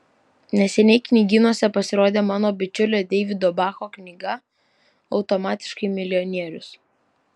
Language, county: Lithuanian, Vilnius